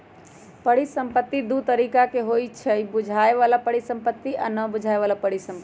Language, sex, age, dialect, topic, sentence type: Magahi, female, 25-30, Western, banking, statement